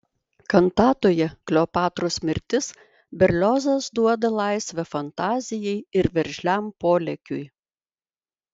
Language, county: Lithuanian, Vilnius